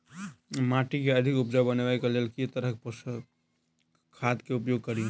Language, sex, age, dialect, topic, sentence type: Maithili, male, 31-35, Southern/Standard, agriculture, question